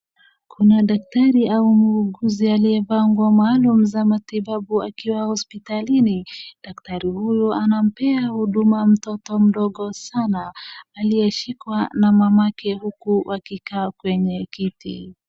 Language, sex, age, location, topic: Swahili, female, 25-35, Wajir, health